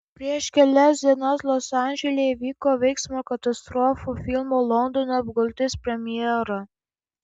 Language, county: Lithuanian, Kaunas